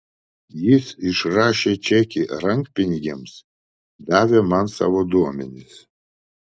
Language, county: Lithuanian, Vilnius